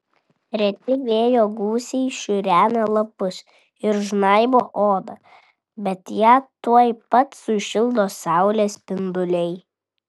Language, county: Lithuanian, Vilnius